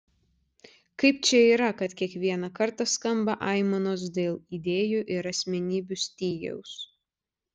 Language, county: Lithuanian, Klaipėda